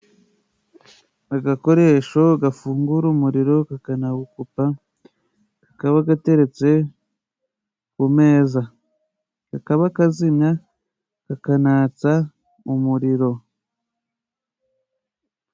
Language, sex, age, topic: Kinyarwanda, male, 25-35, government